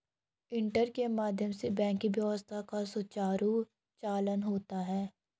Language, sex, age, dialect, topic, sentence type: Hindi, female, 18-24, Garhwali, banking, statement